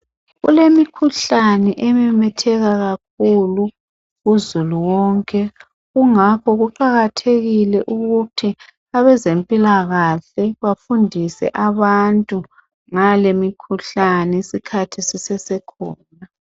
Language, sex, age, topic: North Ndebele, male, 50+, health